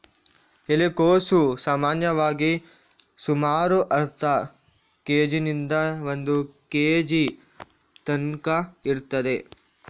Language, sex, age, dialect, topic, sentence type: Kannada, male, 46-50, Coastal/Dakshin, agriculture, statement